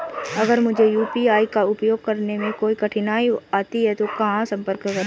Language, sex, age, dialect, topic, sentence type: Hindi, female, 25-30, Marwari Dhudhari, banking, question